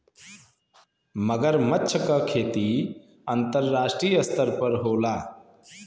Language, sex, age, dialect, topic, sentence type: Bhojpuri, male, 25-30, Western, agriculture, statement